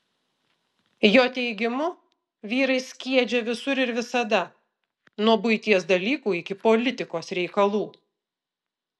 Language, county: Lithuanian, Utena